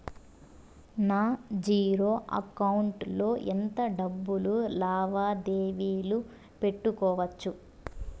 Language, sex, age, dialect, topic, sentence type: Telugu, female, 25-30, Southern, banking, question